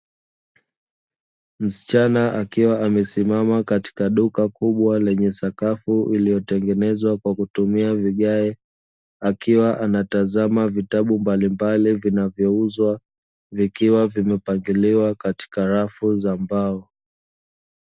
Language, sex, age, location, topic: Swahili, male, 25-35, Dar es Salaam, education